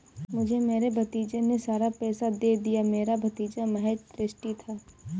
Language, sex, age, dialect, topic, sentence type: Hindi, female, 18-24, Awadhi Bundeli, banking, statement